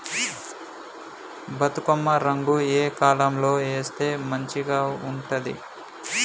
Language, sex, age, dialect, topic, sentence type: Telugu, male, 25-30, Telangana, agriculture, question